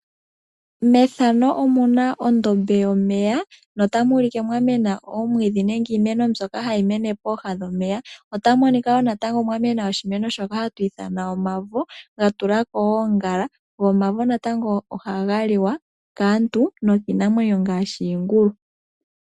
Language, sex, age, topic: Oshiwambo, female, 18-24, agriculture